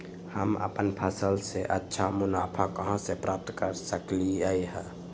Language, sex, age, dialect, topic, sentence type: Magahi, male, 18-24, Western, agriculture, question